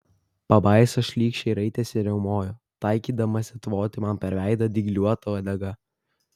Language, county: Lithuanian, Kaunas